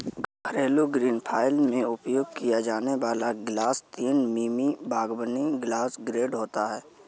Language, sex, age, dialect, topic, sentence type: Hindi, male, 41-45, Awadhi Bundeli, agriculture, statement